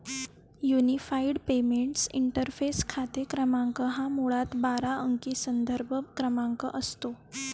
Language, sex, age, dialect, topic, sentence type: Marathi, female, 18-24, Varhadi, banking, statement